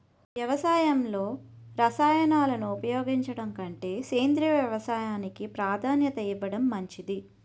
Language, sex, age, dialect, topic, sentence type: Telugu, female, 31-35, Utterandhra, agriculture, statement